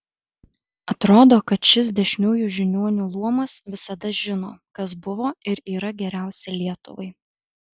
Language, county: Lithuanian, Alytus